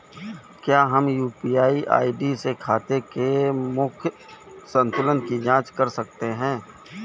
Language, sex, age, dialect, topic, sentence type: Hindi, male, 36-40, Awadhi Bundeli, banking, question